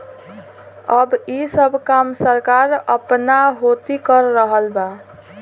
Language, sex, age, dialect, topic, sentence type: Bhojpuri, female, 18-24, Southern / Standard, banking, statement